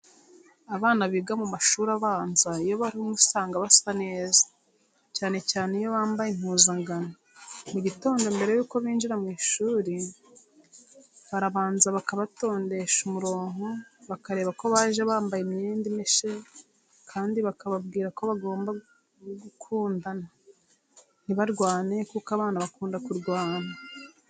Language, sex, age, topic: Kinyarwanda, female, 25-35, education